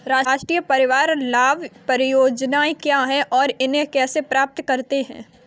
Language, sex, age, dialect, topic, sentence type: Hindi, female, 18-24, Kanauji Braj Bhasha, banking, question